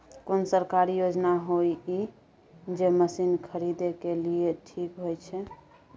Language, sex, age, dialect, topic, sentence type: Maithili, female, 18-24, Bajjika, agriculture, question